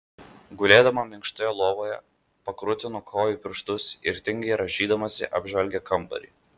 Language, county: Lithuanian, Vilnius